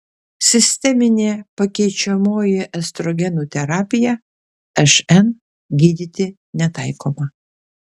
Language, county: Lithuanian, Kaunas